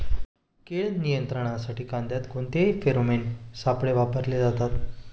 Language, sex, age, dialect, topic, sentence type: Marathi, male, 25-30, Standard Marathi, agriculture, question